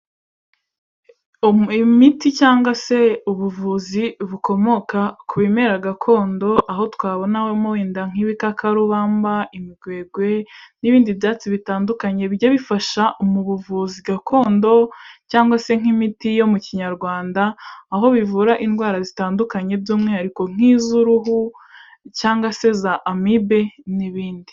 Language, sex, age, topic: Kinyarwanda, female, 18-24, health